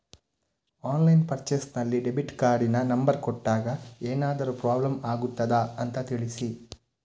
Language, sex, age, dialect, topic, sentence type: Kannada, male, 18-24, Coastal/Dakshin, banking, question